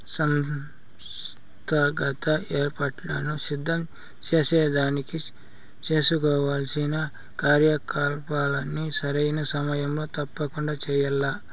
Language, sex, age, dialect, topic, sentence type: Telugu, male, 56-60, Southern, banking, statement